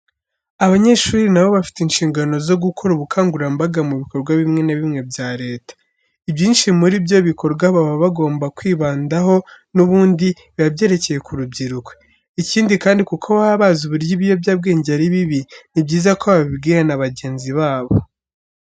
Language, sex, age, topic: Kinyarwanda, female, 36-49, education